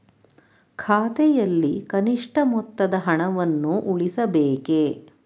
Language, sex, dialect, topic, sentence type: Kannada, female, Mysore Kannada, banking, question